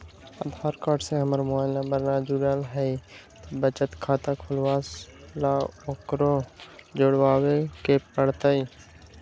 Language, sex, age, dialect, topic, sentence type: Magahi, male, 25-30, Western, banking, question